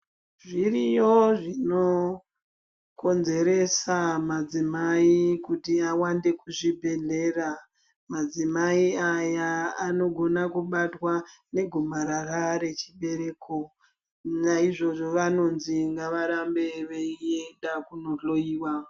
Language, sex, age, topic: Ndau, female, 25-35, health